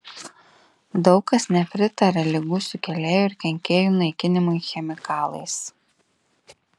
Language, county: Lithuanian, Klaipėda